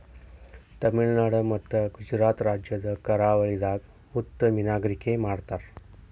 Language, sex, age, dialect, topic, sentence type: Kannada, male, 60-100, Northeastern, agriculture, statement